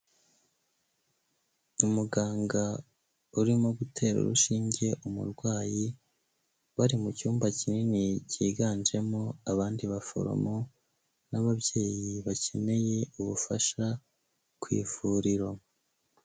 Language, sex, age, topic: Kinyarwanda, male, 25-35, health